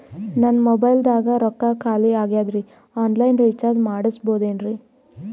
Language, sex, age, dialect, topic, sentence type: Kannada, female, 18-24, Northeastern, banking, question